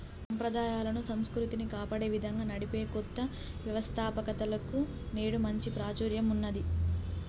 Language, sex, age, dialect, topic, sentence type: Telugu, female, 18-24, Telangana, banking, statement